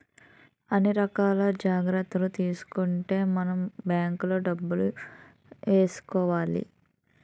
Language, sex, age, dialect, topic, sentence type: Telugu, female, 18-24, Utterandhra, banking, statement